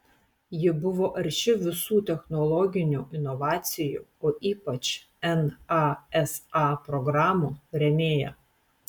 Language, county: Lithuanian, Telšiai